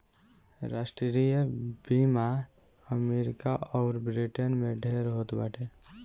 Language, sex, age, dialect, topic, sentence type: Bhojpuri, male, 18-24, Northern, banking, statement